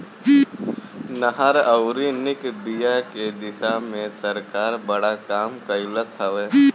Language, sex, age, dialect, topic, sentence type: Bhojpuri, male, 18-24, Northern, agriculture, statement